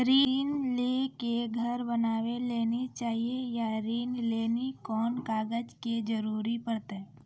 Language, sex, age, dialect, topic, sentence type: Maithili, female, 25-30, Angika, banking, question